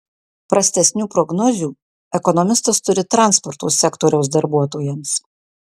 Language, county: Lithuanian, Marijampolė